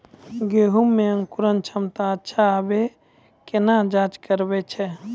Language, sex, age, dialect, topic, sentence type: Maithili, male, 18-24, Angika, agriculture, question